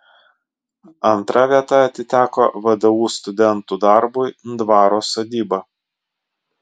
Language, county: Lithuanian, Vilnius